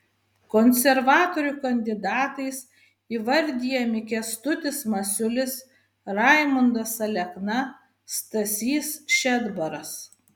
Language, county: Lithuanian, Vilnius